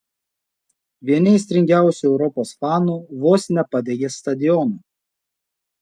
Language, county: Lithuanian, Šiauliai